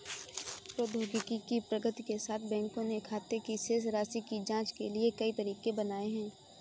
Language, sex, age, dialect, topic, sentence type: Hindi, female, 25-30, Kanauji Braj Bhasha, banking, statement